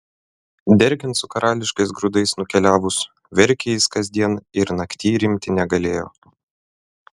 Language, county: Lithuanian, Vilnius